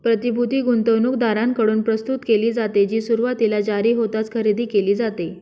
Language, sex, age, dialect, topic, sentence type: Marathi, male, 18-24, Northern Konkan, banking, statement